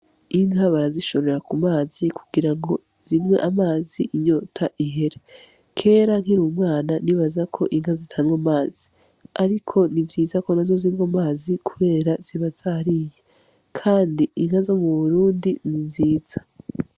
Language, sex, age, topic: Rundi, female, 18-24, agriculture